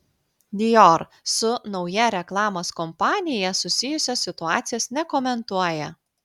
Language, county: Lithuanian, Klaipėda